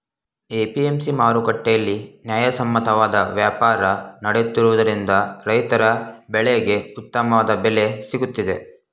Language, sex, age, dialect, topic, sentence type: Kannada, male, 18-24, Mysore Kannada, banking, statement